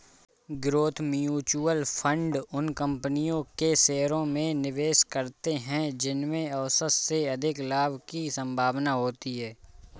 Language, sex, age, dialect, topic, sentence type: Hindi, male, 18-24, Awadhi Bundeli, banking, statement